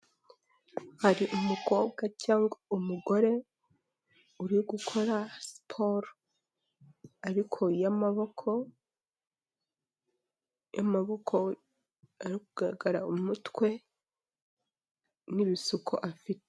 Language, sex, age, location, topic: Kinyarwanda, male, 25-35, Kigali, health